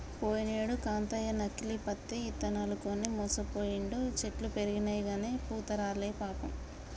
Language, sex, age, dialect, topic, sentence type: Telugu, female, 25-30, Telangana, agriculture, statement